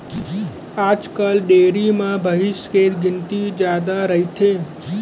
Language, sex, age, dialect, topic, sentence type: Chhattisgarhi, male, 18-24, Central, agriculture, statement